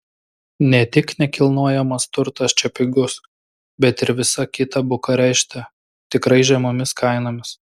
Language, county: Lithuanian, Klaipėda